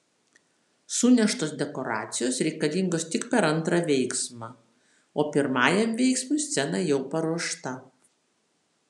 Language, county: Lithuanian, Vilnius